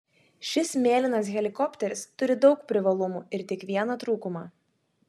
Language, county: Lithuanian, Klaipėda